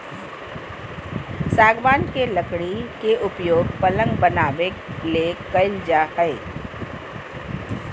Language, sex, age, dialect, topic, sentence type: Magahi, female, 46-50, Southern, agriculture, statement